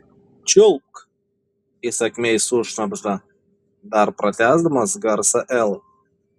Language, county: Lithuanian, Šiauliai